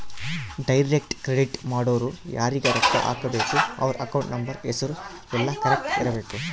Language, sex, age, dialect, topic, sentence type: Kannada, male, 31-35, Central, banking, statement